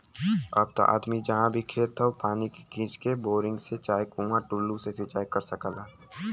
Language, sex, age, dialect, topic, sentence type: Bhojpuri, male, <18, Western, agriculture, statement